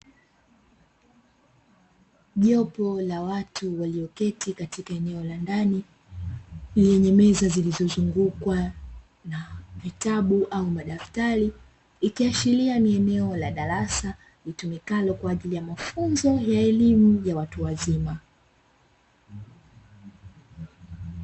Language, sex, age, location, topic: Swahili, female, 25-35, Dar es Salaam, education